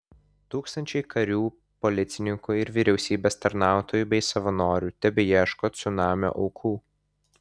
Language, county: Lithuanian, Vilnius